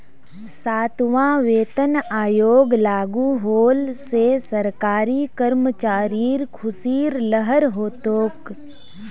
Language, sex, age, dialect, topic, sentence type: Magahi, female, 18-24, Northeastern/Surjapuri, banking, statement